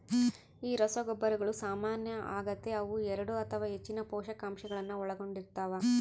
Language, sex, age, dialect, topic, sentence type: Kannada, female, 31-35, Central, agriculture, statement